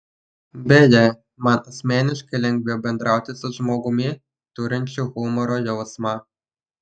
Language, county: Lithuanian, Panevėžys